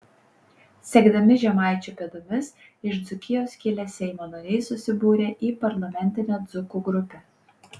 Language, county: Lithuanian, Panevėžys